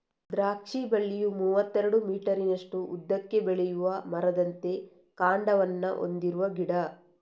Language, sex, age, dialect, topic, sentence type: Kannada, female, 31-35, Coastal/Dakshin, agriculture, statement